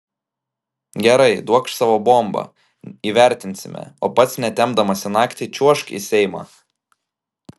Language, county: Lithuanian, Klaipėda